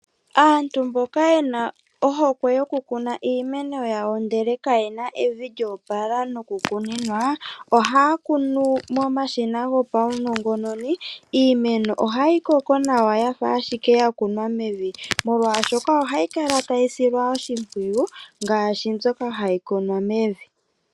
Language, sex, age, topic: Oshiwambo, female, 25-35, agriculture